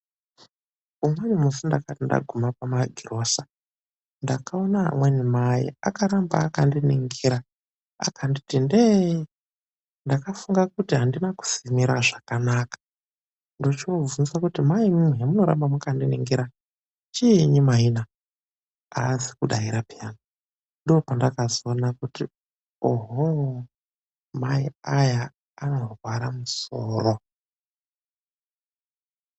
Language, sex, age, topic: Ndau, male, 25-35, health